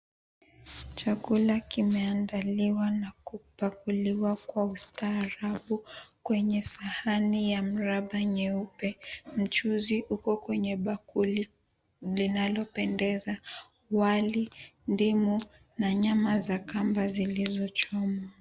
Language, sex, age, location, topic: Swahili, female, 18-24, Mombasa, agriculture